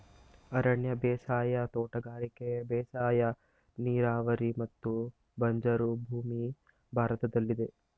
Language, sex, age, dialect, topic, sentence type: Kannada, male, 18-24, Mysore Kannada, agriculture, statement